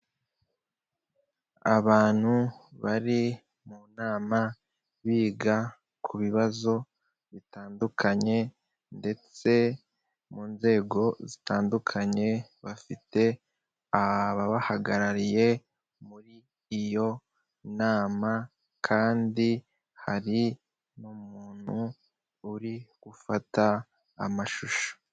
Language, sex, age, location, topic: Kinyarwanda, male, 25-35, Kigali, government